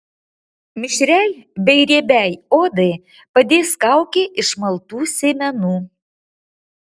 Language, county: Lithuanian, Marijampolė